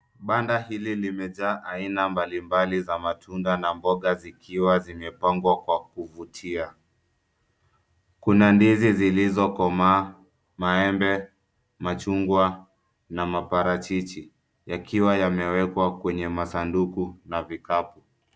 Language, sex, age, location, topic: Swahili, male, 25-35, Nairobi, finance